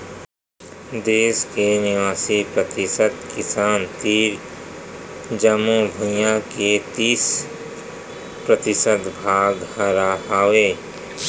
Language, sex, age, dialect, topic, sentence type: Chhattisgarhi, male, 41-45, Central, agriculture, statement